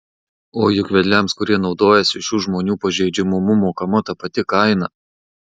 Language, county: Lithuanian, Marijampolė